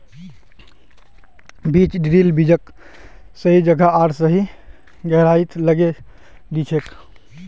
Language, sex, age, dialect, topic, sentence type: Magahi, male, 18-24, Northeastern/Surjapuri, agriculture, statement